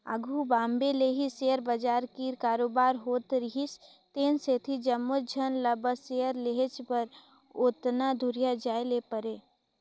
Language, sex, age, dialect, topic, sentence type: Chhattisgarhi, female, 18-24, Northern/Bhandar, banking, statement